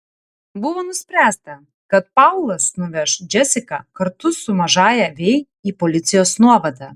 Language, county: Lithuanian, Tauragė